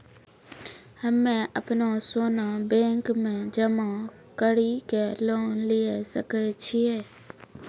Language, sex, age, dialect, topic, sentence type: Maithili, female, 25-30, Angika, banking, question